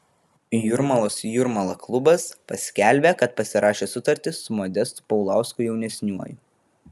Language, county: Lithuanian, Vilnius